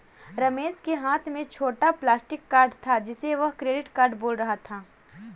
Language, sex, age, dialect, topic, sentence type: Hindi, female, 18-24, Kanauji Braj Bhasha, banking, statement